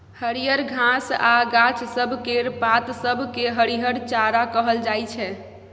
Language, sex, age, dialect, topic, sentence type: Maithili, female, 25-30, Bajjika, banking, statement